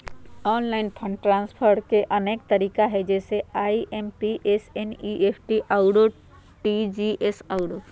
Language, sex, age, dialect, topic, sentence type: Magahi, female, 51-55, Western, banking, statement